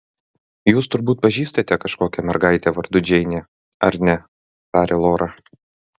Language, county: Lithuanian, Vilnius